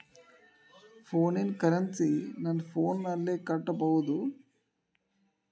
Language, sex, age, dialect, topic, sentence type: Kannada, male, 18-24, Dharwad Kannada, banking, question